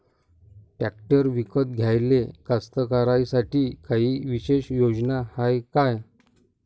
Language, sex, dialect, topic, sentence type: Marathi, male, Varhadi, agriculture, statement